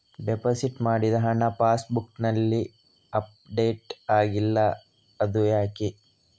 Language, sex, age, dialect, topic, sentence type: Kannada, male, 36-40, Coastal/Dakshin, banking, question